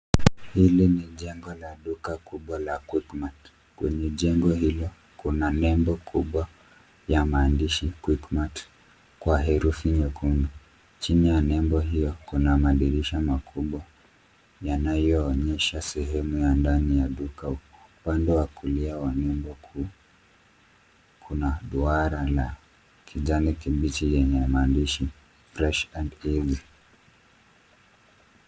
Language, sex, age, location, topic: Swahili, male, 25-35, Nairobi, finance